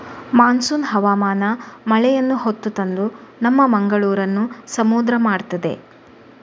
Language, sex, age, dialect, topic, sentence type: Kannada, female, 18-24, Coastal/Dakshin, agriculture, statement